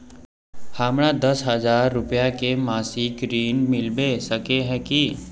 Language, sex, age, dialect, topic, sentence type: Magahi, male, 18-24, Northeastern/Surjapuri, banking, question